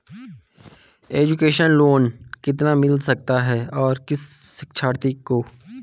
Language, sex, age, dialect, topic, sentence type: Hindi, male, 18-24, Garhwali, banking, question